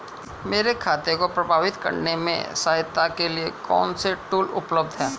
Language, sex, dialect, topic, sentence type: Hindi, male, Hindustani Malvi Khadi Boli, banking, question